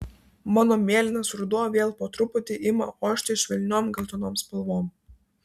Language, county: Lithuanian, Vilnius